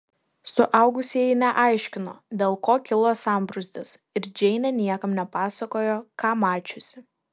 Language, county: Lithuanian, Šiauliai